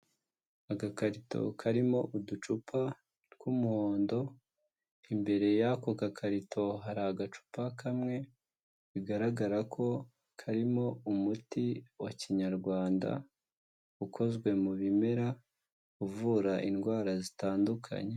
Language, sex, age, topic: Kinyarwanda, male, 25-35, health